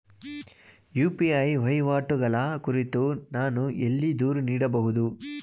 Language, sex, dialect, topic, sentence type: Kannada, male, Mysore Kannada, banking, question